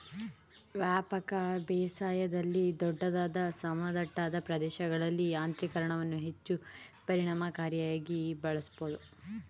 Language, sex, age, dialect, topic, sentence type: Kannada, female, 18-24, Mysore Kannada, agriculture, statement